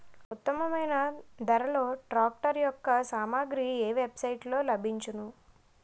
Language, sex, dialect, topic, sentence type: Telugu, female, Utterandhra, agriculture, question